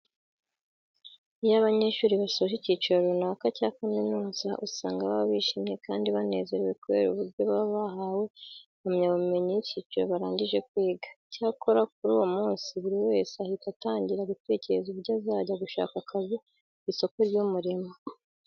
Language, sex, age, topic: Kinyarwanda, female, 18-24, education